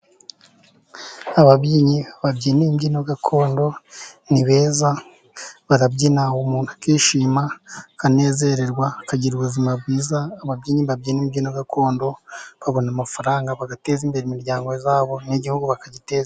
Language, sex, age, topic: Kinyarwanda, male, 36-49, government